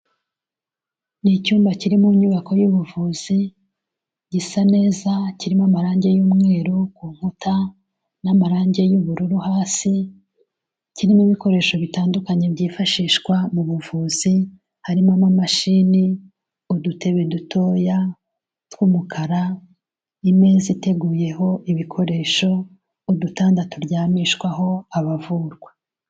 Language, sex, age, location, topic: Kinyarwanda, female, 36-49, Kigali, health